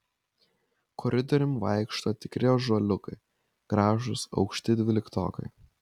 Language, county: Lithuanian, Kaunas